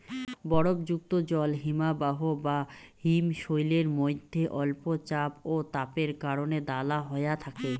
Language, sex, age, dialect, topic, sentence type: Bengali, female, 18-24, Rajbangshi, agriculture, statement